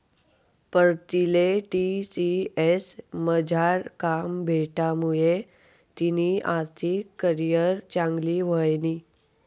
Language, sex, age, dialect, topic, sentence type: Marathi, male, 18-24, Northern Konkan, banking, statement